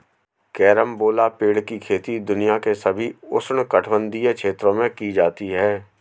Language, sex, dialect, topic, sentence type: Hindi, male, Marwari Dhudhari, agriculture, statement